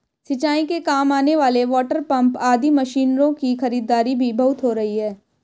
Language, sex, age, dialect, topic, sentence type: Hindi, female, 18-24, Marwari Dhudhari, agriculture, statement